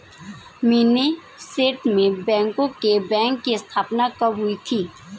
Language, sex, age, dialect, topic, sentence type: Hindi, female, 18-24, Kanauji Braj Bhasha, banking, statement